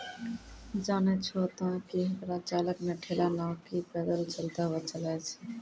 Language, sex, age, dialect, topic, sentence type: Maithili, female, 31-35, Angika, agriculture, statement